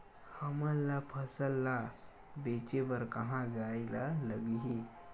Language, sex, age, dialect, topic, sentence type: Chhattisgarhi, male, 18-24, Western/Budati/Khatahi, agriculture, question